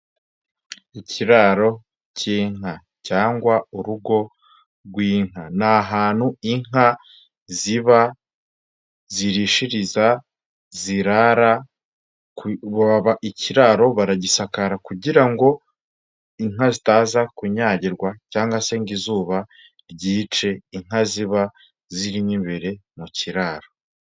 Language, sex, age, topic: Kinyarwanda, male, 25-35, agriculture